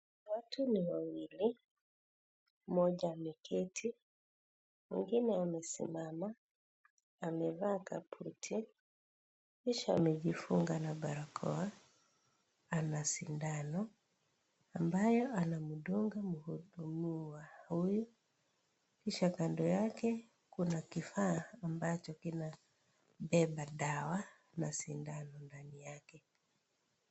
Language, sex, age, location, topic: Swahili, female, 36-49, Kisii, health